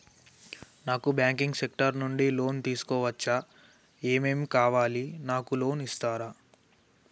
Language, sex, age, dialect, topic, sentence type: Telugu, male, 18-24, Telangana, banking, question